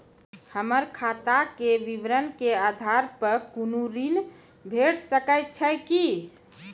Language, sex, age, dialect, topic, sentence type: Maithili, female, 36-40, Angika, banking, question